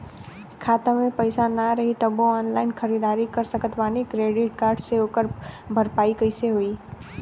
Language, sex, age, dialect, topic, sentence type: Bhojpuri, female, 18-24, Southern / Standard, banking, question